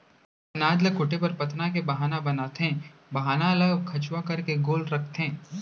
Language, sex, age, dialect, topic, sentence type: Chhattisgarhi, male, 25-30, Central, agriculture, statement